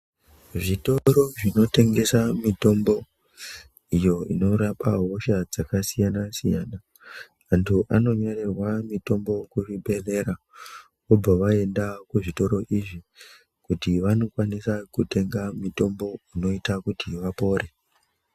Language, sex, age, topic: Ndau, male, 25-35, health